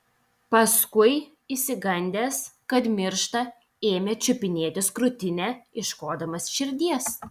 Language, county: Lithuanian, Telšiai